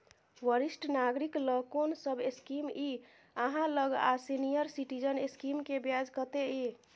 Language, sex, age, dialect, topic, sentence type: Maithili, female, 31-35, Bajjika, banking, question